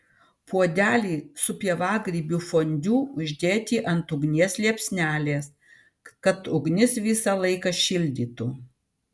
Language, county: Lithuanian, Vilnius